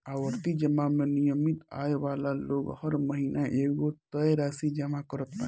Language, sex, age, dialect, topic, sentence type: Bhojpuri, male, 18-24, Northern, banking, statement